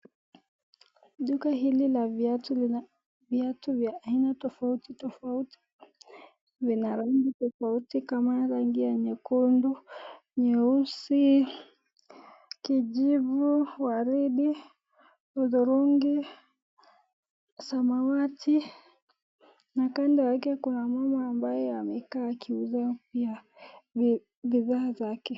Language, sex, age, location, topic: Swahili, female, 18-24, Nakuru, finance